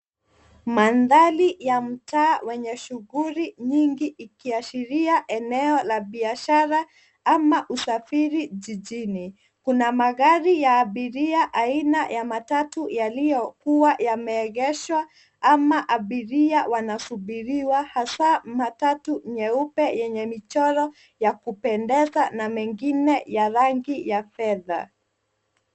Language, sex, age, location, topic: Swahili, female, 25-35, Nairobi, government